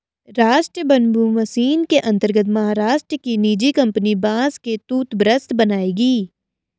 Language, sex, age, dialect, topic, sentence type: Hindi, female, 18-24, Garhwali, agriculture, statement